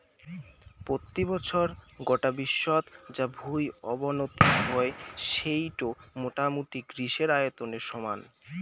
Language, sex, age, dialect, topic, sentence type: Bengali, male, 18-24, Rajbangshi, agriculture, statement